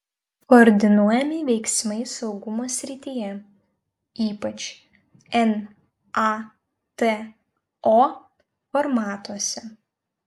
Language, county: Lithuanian, Vilnius